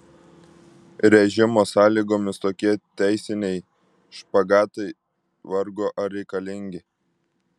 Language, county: Lithuanian, Klaipėda